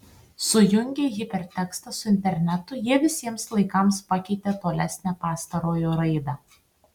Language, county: Lithuanian, Tauragė